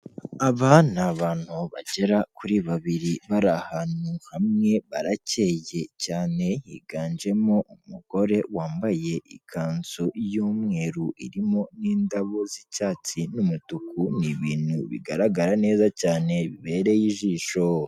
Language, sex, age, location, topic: Kinyarwanda, male, 25-35, Kigali, health